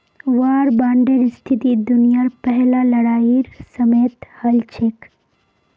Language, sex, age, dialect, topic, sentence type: Magahi, female, 18-24, Northeastern/Surjapuri, banking, statement